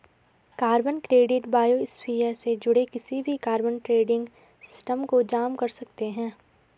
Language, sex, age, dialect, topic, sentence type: Hindi, female, 18-24, Garhwali, banking, statement